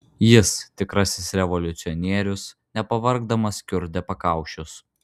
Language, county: Lithuanian, Vilnius